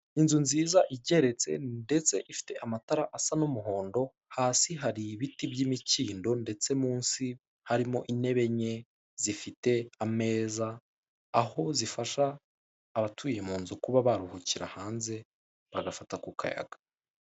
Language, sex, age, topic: Kinyarwanda, male, 25-35, finance